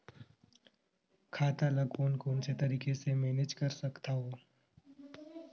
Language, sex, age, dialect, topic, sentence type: Chhattisgarhi, male, 18-24, Northern/Bhandar, banking, question